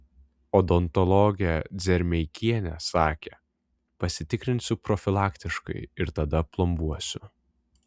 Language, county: Lithuanian, Vilnius